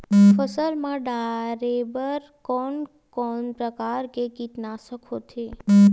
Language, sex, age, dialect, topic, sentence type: Chhattisgarhi, female, 18-24, Western/Budati/Khatahi, agriculture, question